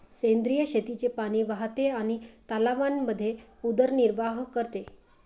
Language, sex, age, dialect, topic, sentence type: Marathi, female, 36-40, Varhadi, agriculture, statement